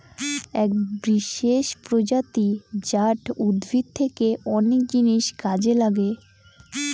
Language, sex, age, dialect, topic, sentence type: Bengali, female, 18-24, Northern/Varendri, agriculture, statement